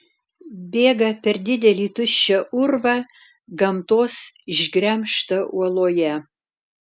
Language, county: Lithuanian, Alytus